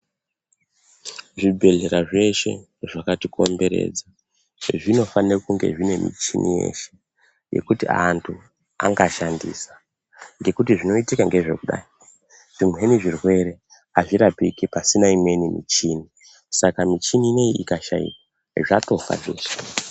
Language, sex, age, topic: Ndau, male, 18-24, health